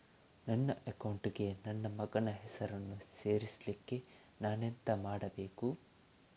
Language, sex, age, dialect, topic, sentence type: Kannada, male, 18-24, Coastal/Dakshin, banking, question